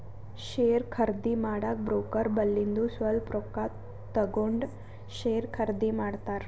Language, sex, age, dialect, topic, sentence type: Kannada, female, 18-24, Northeastern, banking, statement